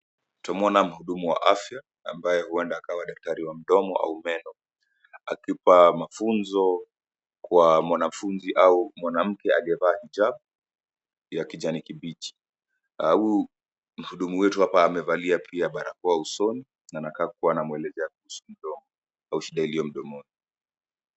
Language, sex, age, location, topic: Swahili, male, 25-35, Kisumu, health